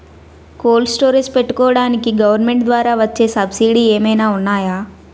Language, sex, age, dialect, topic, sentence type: Telugu, female, 18-24, Utterandhra, agriculture, question